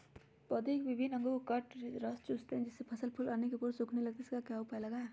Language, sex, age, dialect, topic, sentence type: Magahi, female, 31-35, Western, agriculture, question